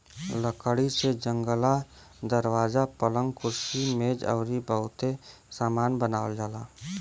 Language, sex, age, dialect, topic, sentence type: Bhojpuri, male, 18-24, Western, agriculture, statement